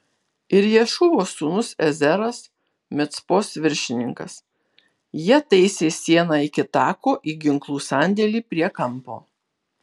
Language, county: Lithuanian, Kaunas